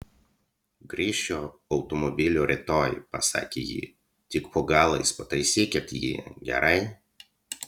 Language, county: Lithuanian, Utena